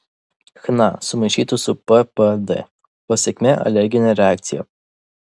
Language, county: Lithuanian, Vilnius